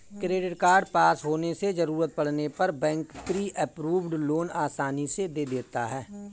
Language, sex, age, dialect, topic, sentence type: Hindi, male, 41-45, Kanauji Braj Bhasha, banking, statement